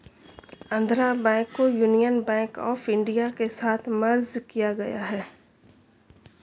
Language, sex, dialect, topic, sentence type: Hindi, female, Marwari Dhudhari, banking, statement